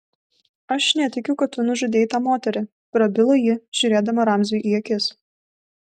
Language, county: Lithuanian, Vilnius